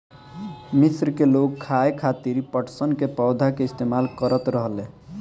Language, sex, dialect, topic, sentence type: Bhojpuri, male, Southern / Standard, agriculture, statement